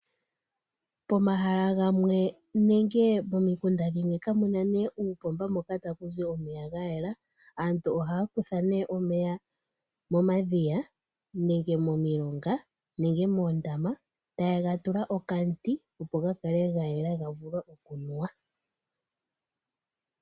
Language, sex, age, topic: Oshiwambo, female, 18-24, agriculture